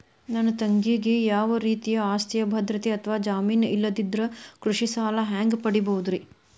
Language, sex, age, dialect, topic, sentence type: Kannada, female, 31-35, Dharwad Kannada, agriculture, statement